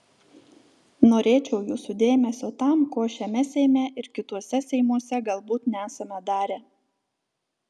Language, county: Lithuanian, Telšiai